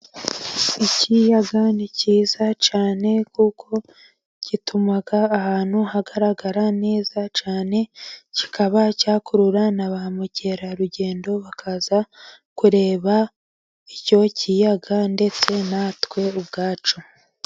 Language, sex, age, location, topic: Kinyarwanda, female, 25-35, Musanze, agriculture